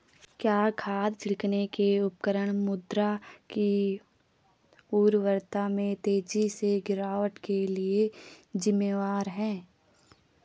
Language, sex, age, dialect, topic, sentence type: Hindi, female, 18-24, Garhwali, agriculture, statement